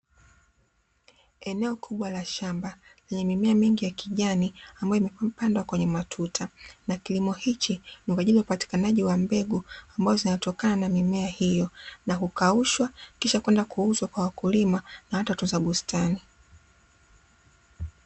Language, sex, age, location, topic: Swahili, female, 25-35, Dar es Salaam, agriculture